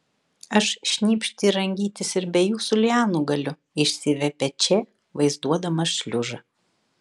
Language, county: Lithuanian, Vilnius